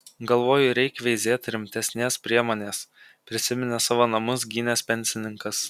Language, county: Lithuanian, Kaunas